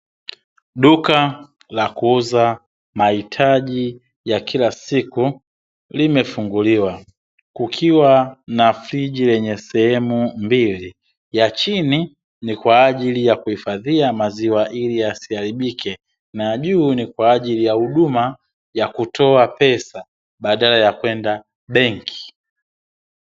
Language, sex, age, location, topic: Swahili, male, 36-49, Dar es Salaam, finance